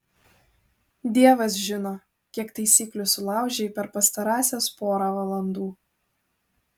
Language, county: Lithuanian, Vilnius